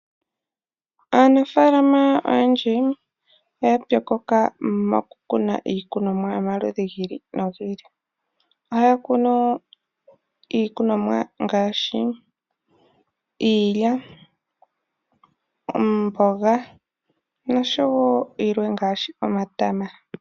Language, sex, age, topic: Oshiwambo, male, 18-24, agriculture